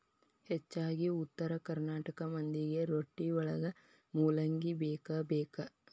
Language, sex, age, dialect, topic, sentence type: Kannada, female, 18-24, Dharwad Kannada, agriculture, statement